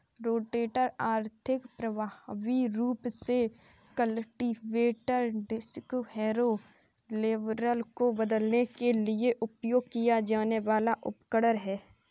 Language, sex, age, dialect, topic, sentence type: Hindi, female, 46-50, Kanauji Braj Bhasha, agriculture, statement